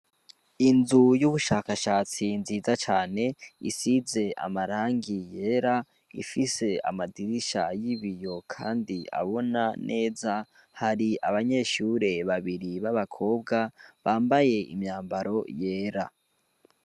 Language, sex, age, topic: Rundi, male, 18-24, education